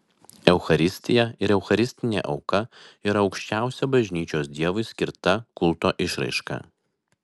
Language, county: Lithuanian, Vilnius